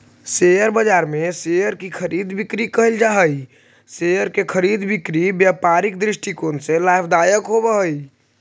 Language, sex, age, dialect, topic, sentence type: Magahi, male, 18-24, Central/Standard, banking, statement